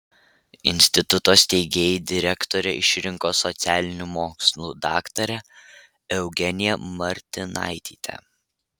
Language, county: Lithuanian, Vilnius